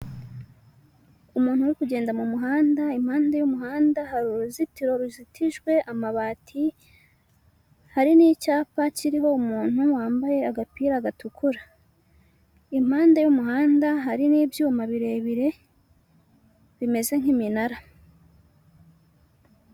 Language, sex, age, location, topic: Kinyarwanda, female, 25-35, Huye, finance